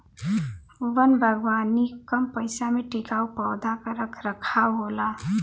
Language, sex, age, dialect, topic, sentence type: Bhojpuri, male, 18-24, Western, agriculture, statement